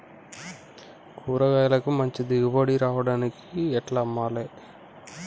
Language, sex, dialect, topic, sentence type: Telugu, male, Telangana, agriculture, question